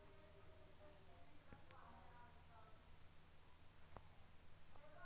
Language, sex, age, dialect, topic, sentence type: Hindi, female, 18-24, Marwari Dhudhari, agriculture, statement